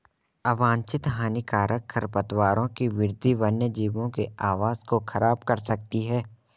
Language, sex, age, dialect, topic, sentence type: Hindi, male, 18-24, Marwari Dhudhari, agriculture, statement